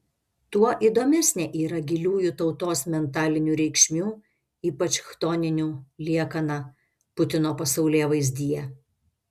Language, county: Lithuanian, Šiauliai